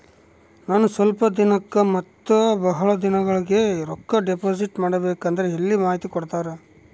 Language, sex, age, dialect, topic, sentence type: Kannada, male, 36-40, Central, banking, question